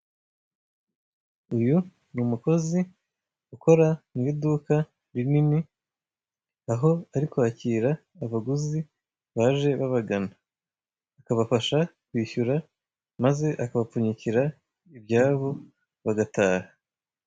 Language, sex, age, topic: Kinyarwanda, male, 25-35, finance